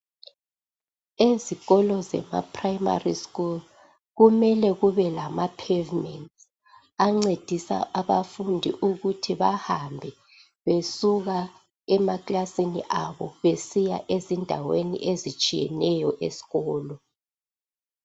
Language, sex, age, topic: North Ndebele, female, 36-49, education